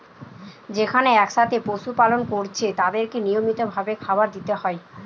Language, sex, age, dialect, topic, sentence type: Bengali, female, 18-24, Western, agriculture, statement